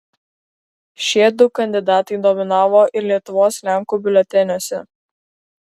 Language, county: Lithuanian, Kaunas